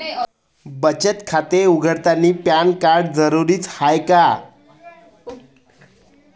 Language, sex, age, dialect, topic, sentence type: Marathi, male, 25-30, Varhadi, banking, question